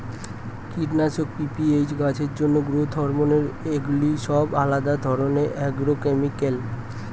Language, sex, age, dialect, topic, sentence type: Bengali, male, 25-30, Standard Colloquial, agriculture, statement